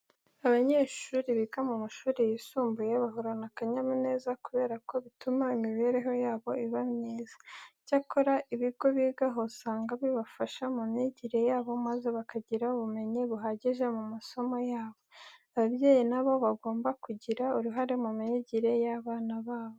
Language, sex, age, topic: Kinyarwanda, female, 18-24, education